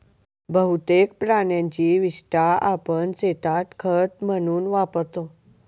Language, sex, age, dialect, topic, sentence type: Marathi, male, 18-24, Northern Konkan, agriculture, statement